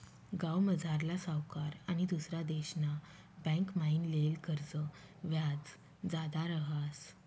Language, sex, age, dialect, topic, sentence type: Marathi, female, 36-40, Northern Konkan, banking, statement